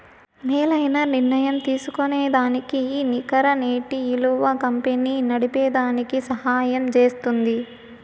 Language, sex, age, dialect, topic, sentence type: Telugu, female, 18-24, Southern, banking, statement